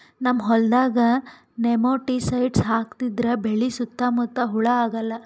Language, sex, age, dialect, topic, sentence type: Kannada, female, 18-24, Northeastern, agriculture, statement